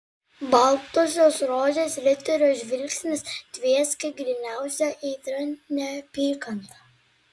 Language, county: Lithuanian, Klaipėda